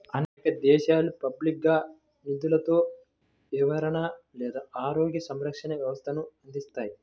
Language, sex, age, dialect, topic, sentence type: Telugu, male, 18-24, Central/Coastal, banking, statement